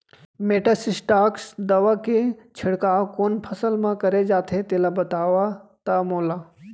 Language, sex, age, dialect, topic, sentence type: Chhattisgarhi, male, 25-30, Central, agriculture, question